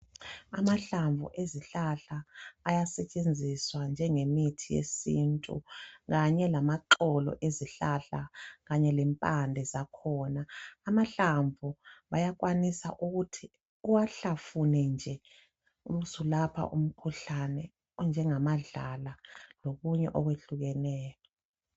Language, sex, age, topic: North Ndebele, male, 36-49, health